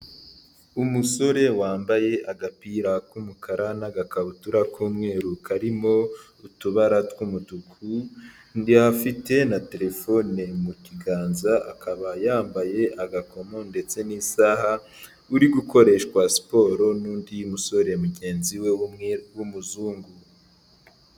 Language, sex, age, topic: Kinyarwanda, male, 18-24, health